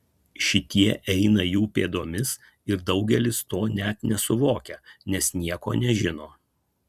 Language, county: Lithuanian, Kaunas